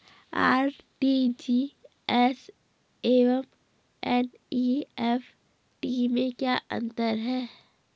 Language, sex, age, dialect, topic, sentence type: Hindi, female, 18-24, Garhwali, banking, question